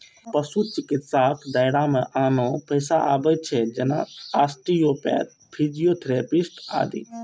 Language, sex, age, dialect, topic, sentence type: Maithili, male, 25-30, Eastern / Thethi, agriculture, statement